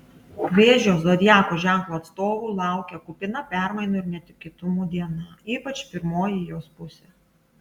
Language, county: Lithuanian, Klaipėda